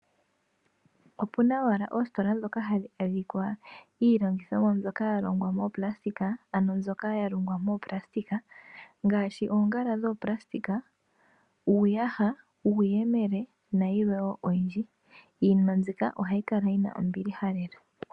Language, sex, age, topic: Oshiwambo, female, 25-35, finance